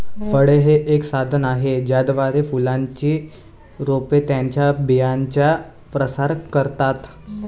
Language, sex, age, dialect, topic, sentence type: Marathi, male, 18-24, Varhadi, agriculture, statement